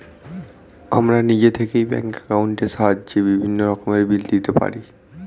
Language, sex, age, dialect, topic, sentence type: Bengali, male, 18-24, Standard Colloquial, banking, statement